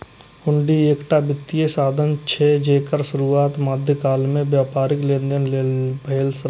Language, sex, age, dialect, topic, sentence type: Maithili, male, 18-24, Eastern / Thethi, banking, statement